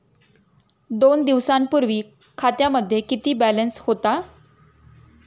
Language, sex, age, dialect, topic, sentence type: Marathi, female, 31-35, Standard Marathi, banking, question